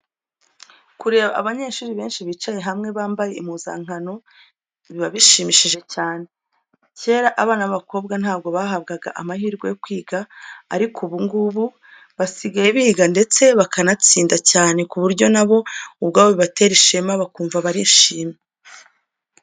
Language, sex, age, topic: Kinyarwanda, female, 25-35, education